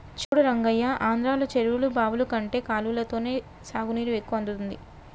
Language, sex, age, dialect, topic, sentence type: Telugu, female, 25-30, Telangana, agriculture, statement